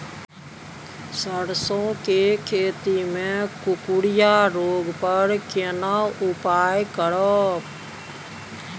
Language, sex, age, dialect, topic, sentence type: Maithili, female, 56-60, Bajjika, agriculture, question